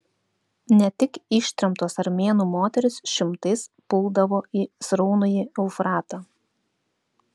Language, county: Lithuanian, Klaipėda